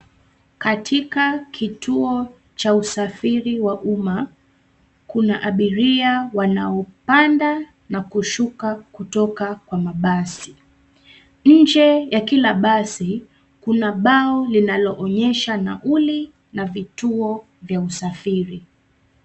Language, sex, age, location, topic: Swahili, female, 25-35, Nairobi, government